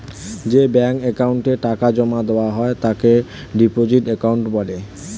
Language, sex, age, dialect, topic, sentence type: Bengali, male, 18-24, Standard Colloquial, banking, statement